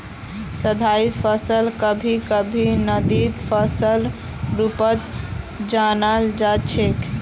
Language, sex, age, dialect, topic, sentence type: Magahi, female, 18-24, Northeastern/Surjapuri, agriculture, statement